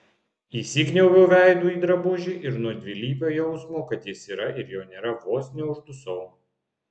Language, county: Lithuanian, Vilnius